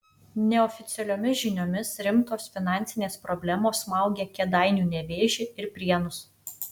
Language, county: Lithuanian, Utena